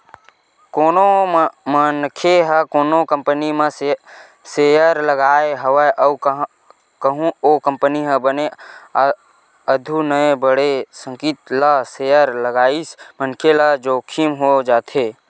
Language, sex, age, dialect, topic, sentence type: Chhattisgarhi, male, 18-24, Western/Budati/Khatahi, banking, statement